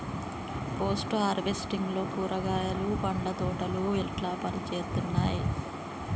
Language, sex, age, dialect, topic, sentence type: Telugu, female, 18-24, Telangana, agriculture, question